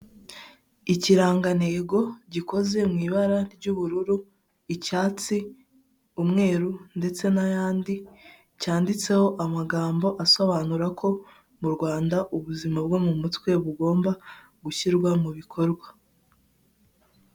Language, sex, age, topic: Kinyarwanda, female, 18-24, health